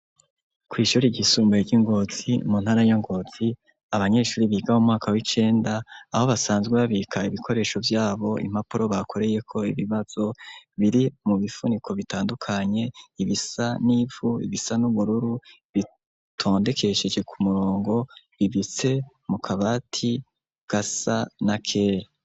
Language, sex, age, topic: Rundi, male, 25-35, education